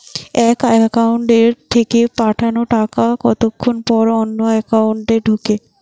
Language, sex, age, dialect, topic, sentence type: Bengali, female, 18-24, Western, banking, question